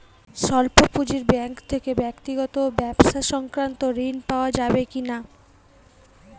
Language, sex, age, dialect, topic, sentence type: Bengali, female, 18-24, Western, banking, question